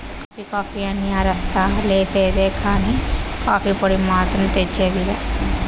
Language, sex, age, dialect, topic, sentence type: Telugu, female, 18-24, Southern, agriculture, statement